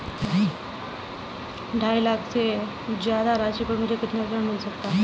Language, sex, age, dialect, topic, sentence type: Hindi, female, 31-35, Kanauji Braj Bhasha, banking, question